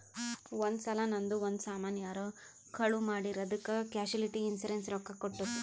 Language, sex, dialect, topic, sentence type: Kannada, female, Northeastern, banking, statement